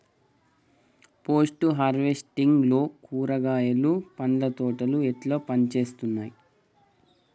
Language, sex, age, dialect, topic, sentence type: Telugu, male, 51-55, Telangana, agriculture, question